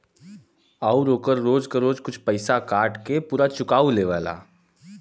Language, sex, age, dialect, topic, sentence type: Bhojpuri, male, 18-24, Western, banking, statement